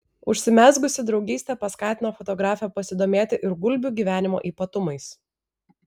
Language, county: Lithuanian, Vilnius